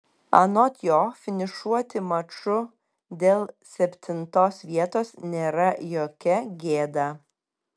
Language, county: Lithuanian, Kaunas